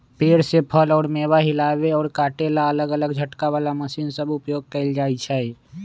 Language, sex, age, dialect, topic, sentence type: Magahi, male, 25-30, Western, agriculture, statement